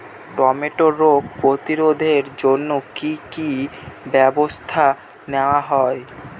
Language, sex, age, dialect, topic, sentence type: Bengali, male, 18-24, Northern/Varendri, agriculture, question